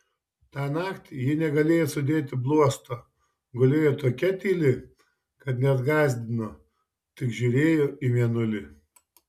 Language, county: Lithuanian, Šiauliai